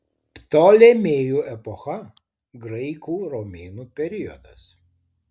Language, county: Lithuanian, Tauragė